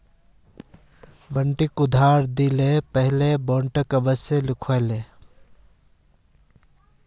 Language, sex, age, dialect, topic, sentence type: Magahi, male, 31-35, Northeastern/Surjapuri, banking, statement